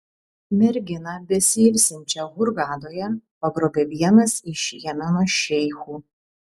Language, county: Lithuanian, Vilnius